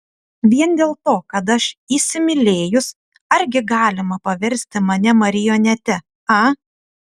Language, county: Lithuanian, Utena